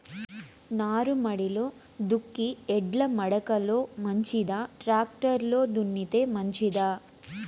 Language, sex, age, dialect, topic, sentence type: Telugu, female, 25-30, Southern, agriculture, question